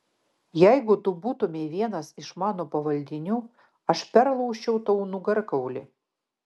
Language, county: Lithuanian, Vilnius